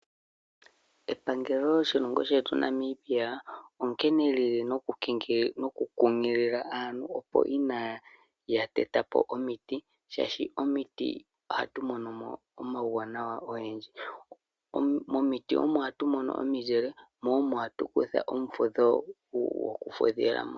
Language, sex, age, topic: Oshiwambo, male, 25-35, agriculture